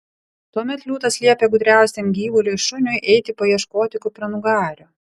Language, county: Lithuanian, Vilnius